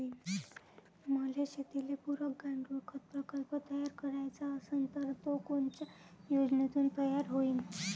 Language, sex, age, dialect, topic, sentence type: Marathi, female, 18-24, Varhadi, agriculture, question